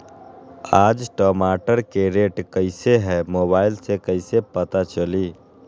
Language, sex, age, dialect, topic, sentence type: Magahi, male, 18-24, Western, agriculture, question